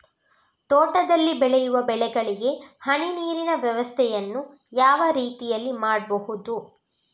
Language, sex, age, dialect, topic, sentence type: Kannada, female, 18-24, Coastal/Dakshin, agriculture, question